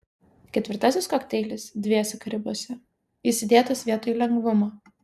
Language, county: Lithuanian, Vilnius